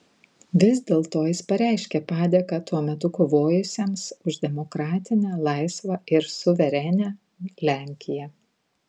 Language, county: Lithuanian, Vilnius